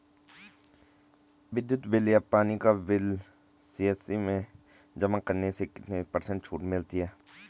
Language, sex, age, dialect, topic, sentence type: Hindi, male, 18-24, Garhwali, banking, question